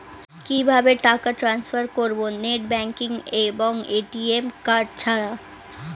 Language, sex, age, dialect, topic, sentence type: Bengali, female, 18-24, Standard Colloquial, banking, question